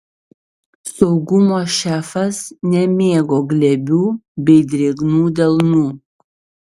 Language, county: Lithuanian, Šiauliai